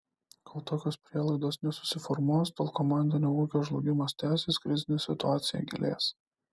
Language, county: Lithuanian, Kaunas